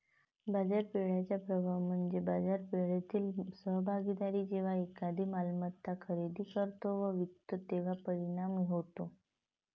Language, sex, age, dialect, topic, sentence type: Marathi, female, 31-35, Varhadi, banking, statement